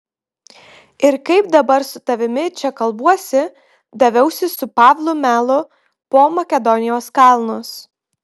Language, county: Lithuanian, Marijampolė